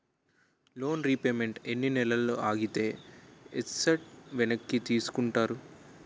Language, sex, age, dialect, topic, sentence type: Telugu, male, 18-24, Utterandhra, banking, question